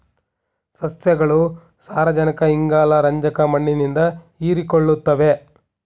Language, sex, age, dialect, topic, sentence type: Kannada, male, 25-30, Mysore Kannada, agriculture, statement